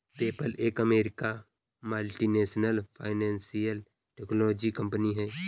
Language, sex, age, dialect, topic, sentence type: Hindi, male, 18-24, Kanauji Braj Bhasha, banking, statement